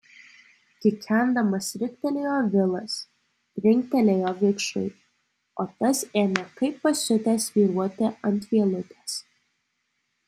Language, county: Lithuanian, Alytus